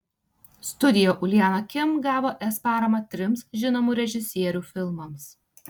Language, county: Lithuanian, Tauragė